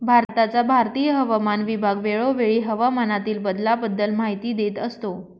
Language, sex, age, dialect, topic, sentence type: Marathi, female, 25-30, Northern Konkan, agriculture, statement